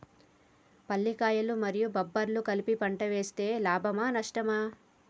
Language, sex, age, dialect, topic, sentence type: Telugu, female, 31-35, Telangana, agriculture, question